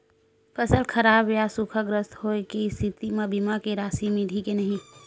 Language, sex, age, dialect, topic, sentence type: Chhattisgarhi, female, 51-55, Western/Budati/Khatahi, agriculture, question